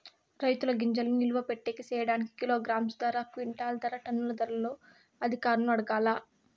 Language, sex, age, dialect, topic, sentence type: Telugu, female, 18-24, Southern, agriculture, question